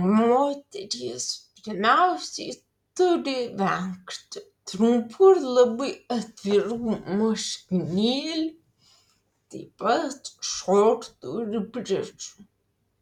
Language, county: Lithuanian, Vilnius